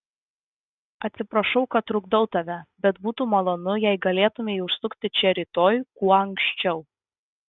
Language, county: Lithuanian, Vilnius